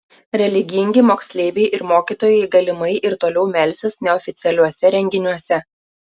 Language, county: Lithuanian, Telšiai